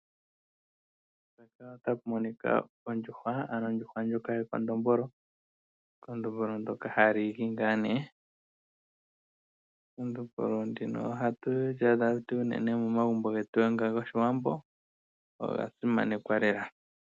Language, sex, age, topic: Oshiwambo, male, 18-24, agriculture